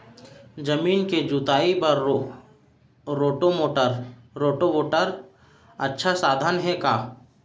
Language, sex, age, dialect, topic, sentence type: Chhattisgarhi, male, 31-35, Central, agriculture, question